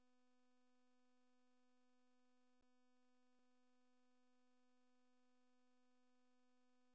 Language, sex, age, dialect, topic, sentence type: Kannada, male, 25-30, Mysore Kannada, agriculture, statement